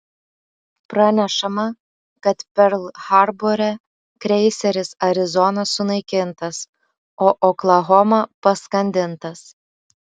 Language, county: Lithuanian, Alytus